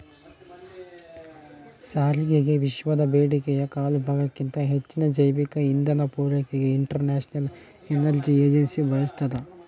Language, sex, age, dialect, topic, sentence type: Kannada, male, 25-30, Central, agriculture, statement